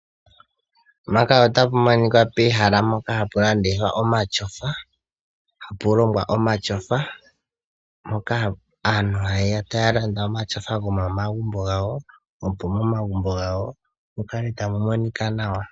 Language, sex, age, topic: Oshiwambo, male, 18-24, finance